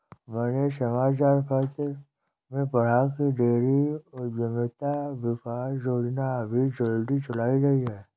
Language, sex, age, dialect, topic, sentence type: Hindi, male, 60-100, Kanauji Braj Bhasha, agriculture, statement